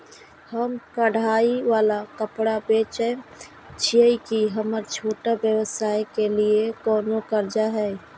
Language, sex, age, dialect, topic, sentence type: Maithili, female, 51-55, Eastern / Thethi, banking, question